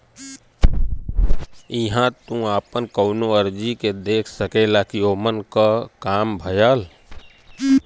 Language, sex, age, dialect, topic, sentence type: Bhojpuri, male, 36-40, Western, banking, statement